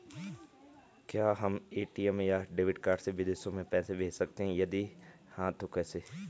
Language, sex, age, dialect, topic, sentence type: Hindi, male, 18-24, Garhwali, banking, question